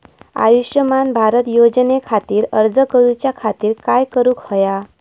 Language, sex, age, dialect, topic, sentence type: Marathi, female, 18-24, Southern Konkan, banking, question